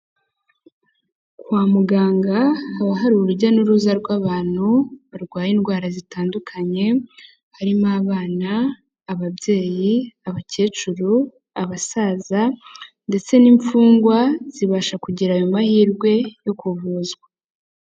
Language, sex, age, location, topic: Kinyarwanda, female, 18-24, Kigali, health